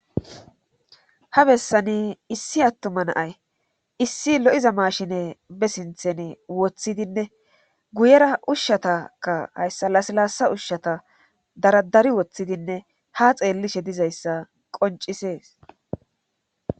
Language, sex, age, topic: Gamo, female, 36-49, government